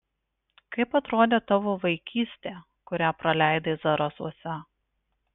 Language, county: Lithuanian, Marijampolė